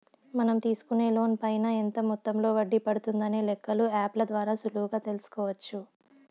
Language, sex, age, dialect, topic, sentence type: Telugu, female, 46-50, Southern, banking, statement